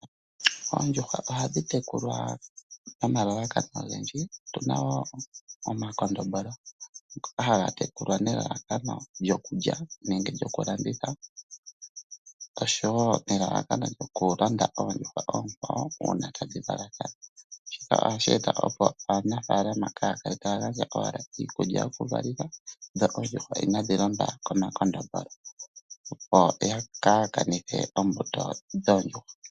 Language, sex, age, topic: Oshiwambo, male, 25-35, agriculture